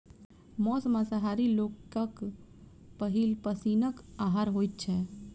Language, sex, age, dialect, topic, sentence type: Maithili, female, 25-30, Southern/Standard, agriculture, statement